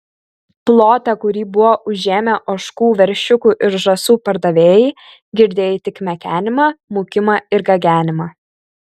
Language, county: Lithuanian, Kaunas